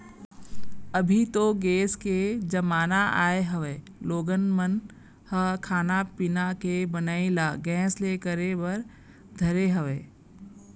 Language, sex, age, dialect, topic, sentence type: Chhattisgarhi, female, 41-45, Eastern, agriculture, statement